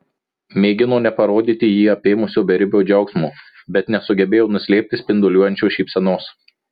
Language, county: Lithuanian, Marijampolė